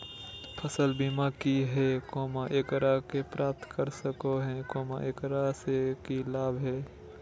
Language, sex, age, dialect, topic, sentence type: Magahi, male, 41-45, Southern, agriculture, question